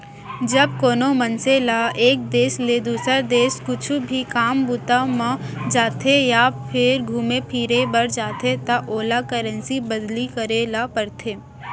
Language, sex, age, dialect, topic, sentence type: Chhattisgarhi, female, 25-30, Central, banking, statement